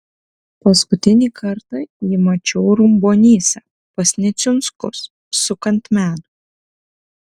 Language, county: Lithuanian, Kaunas